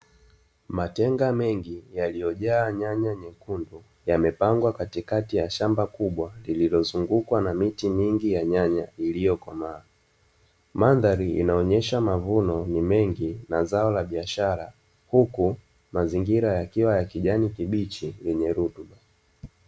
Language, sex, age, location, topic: Swahili, male, 25-35, Dar es Salaam, agriculture